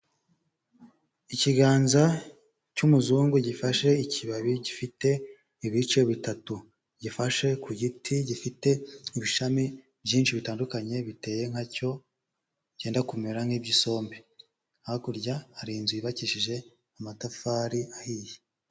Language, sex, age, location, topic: Kinyarwanda, male, 25-35, Huye, health